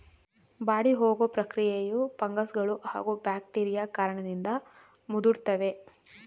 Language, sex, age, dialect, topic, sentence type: Kannada, female, 25-30, Mysore Kannada, agriculture, statement